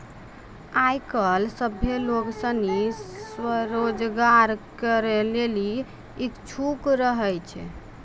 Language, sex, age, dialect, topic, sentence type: Maithili, female, 25-30, Angika, banking, statement